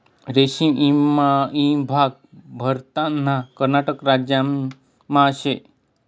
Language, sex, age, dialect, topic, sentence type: Marathi, male, 36-40, Northern Konkan, agriculture, statement